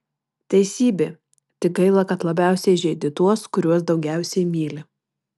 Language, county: Lithuanian, Marijampolė